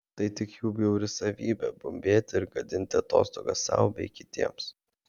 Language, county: Lithuanian, Vilnius